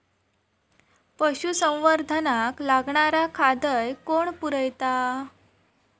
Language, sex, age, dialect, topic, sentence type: Marathi, female, 18-24, Southern Konkan, agriculture, question